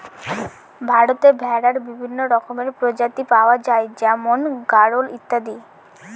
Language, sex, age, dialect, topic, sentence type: Bengali, female, <18, Northern/Varendri, agriculture, statement